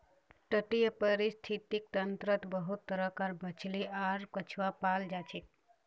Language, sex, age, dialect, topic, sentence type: Magahi, female, 46-50, Northeastern/Surjapuri, agriculture, statement